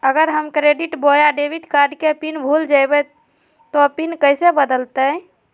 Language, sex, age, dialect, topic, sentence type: Magahi, female, 18-24, Southern, banking, question